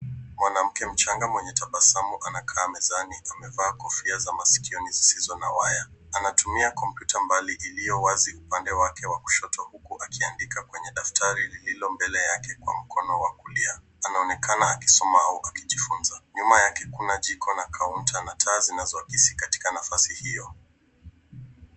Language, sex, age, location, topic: Swahili, male, 18-24, Nairobi, education